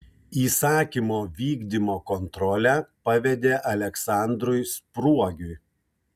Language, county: Lithuanian, Kaunas